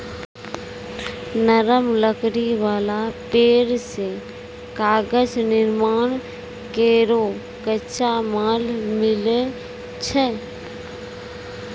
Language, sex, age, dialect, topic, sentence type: Maithili, female, 31-35, Angika, agriculture, statement